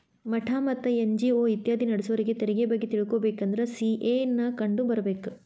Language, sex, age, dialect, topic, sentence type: Kannada, female, 41-45, Dharwad Kannada, banking, statement